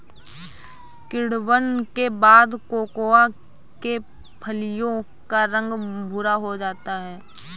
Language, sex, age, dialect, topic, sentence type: Hindi, female, 18-24, Awadhi Bundeli, agriculture, statement